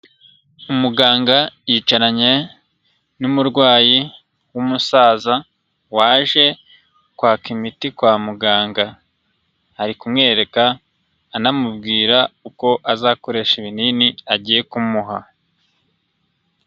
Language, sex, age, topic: Kinyarwanda, male, 25-35, health